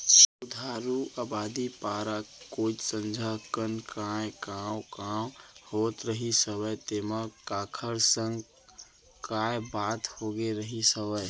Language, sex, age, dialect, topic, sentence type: Chhattisgarhi, male, 18-24, Central, banking, statement